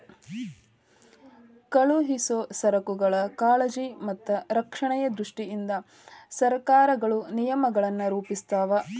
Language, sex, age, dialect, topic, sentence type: Kannada, female, 31-35, Dharwad Kannada, banking, statement